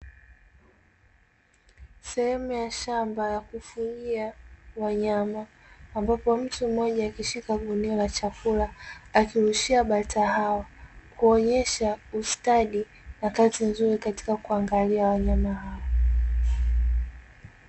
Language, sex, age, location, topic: Swahili, female, 18-24, Dar es Salaam, agriculture